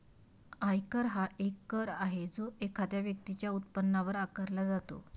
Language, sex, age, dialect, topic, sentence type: Marathi, female, 31-35, Varhadi, banking, statement